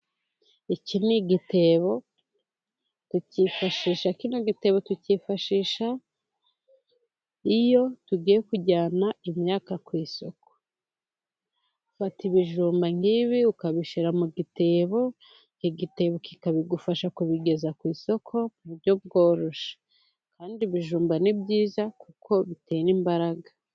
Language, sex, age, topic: Kinyarwanda, female, 18-24, agriculture